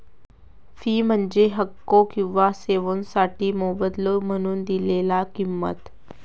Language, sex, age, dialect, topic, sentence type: Marathi, female, 18-24, Southern Konkan, banking, statement